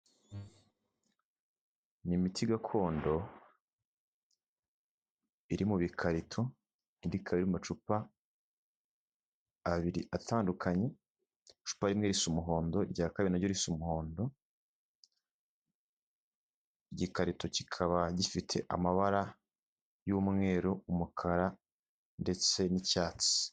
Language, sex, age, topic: Kinyarwanda, male, 18-24, health